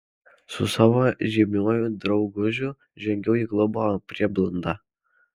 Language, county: Lithuanian, Alytus